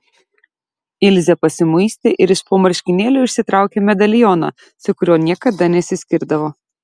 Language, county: Lithuanian, Šiauliai